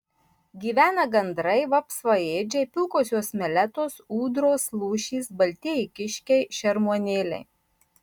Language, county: Lithuanian, Marijampolė